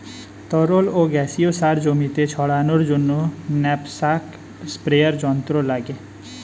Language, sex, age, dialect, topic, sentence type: Bengali, male, 25-30, Standard Colloquial, agriculture, statement